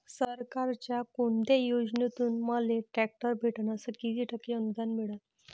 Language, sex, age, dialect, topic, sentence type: Marathi, female, 31-35, Varhadi, agriculture, question